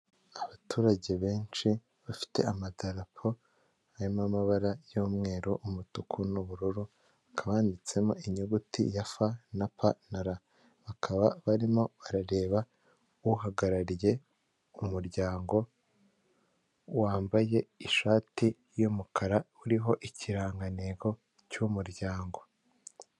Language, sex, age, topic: Kinyarwanda, male, 18-24, government